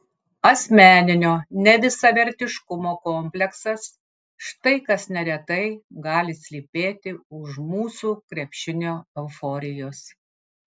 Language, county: Lithuanian, Klaipėda